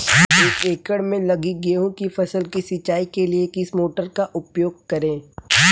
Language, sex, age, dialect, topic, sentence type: Hindi, male, 18-24, Kanauji Braj Bhasha, agriculture, question